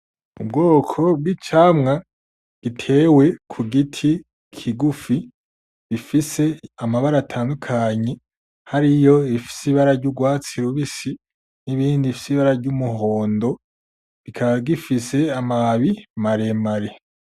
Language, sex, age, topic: Rundi, male, 18-24, agriculture